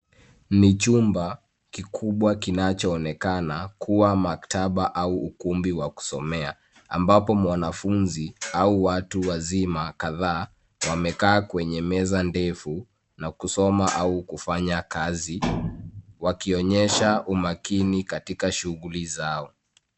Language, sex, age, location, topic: Swahili, male, 25-35, Nairobi, education